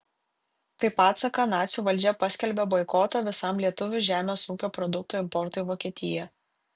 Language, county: Lithuanian, Kaunas